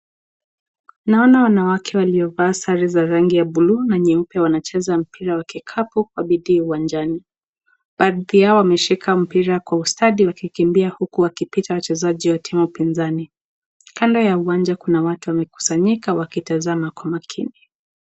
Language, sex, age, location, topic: Swahili, female, 18-24, Nakuru, government